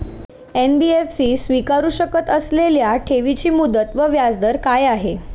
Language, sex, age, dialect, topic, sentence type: Marathi, female, 18-24, Standard Marathi, banking, question